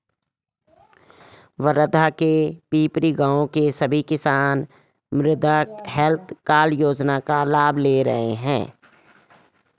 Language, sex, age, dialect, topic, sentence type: Hindi, female, 56-60, Garhwali, agriculture, statement